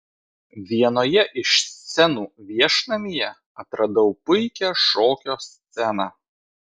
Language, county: Lithuanian, Vilnius